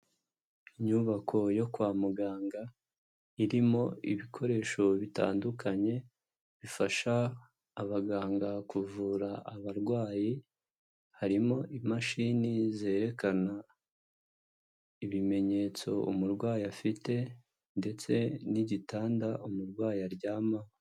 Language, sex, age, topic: Kinyarwanda, male, 25-35, health